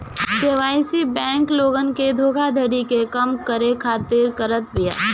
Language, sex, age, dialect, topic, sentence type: Bhojpuri, female, 18-24, Northern, banking, statement